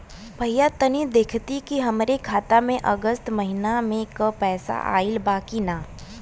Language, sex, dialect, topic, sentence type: Bhojpuri, female, Western, banking, question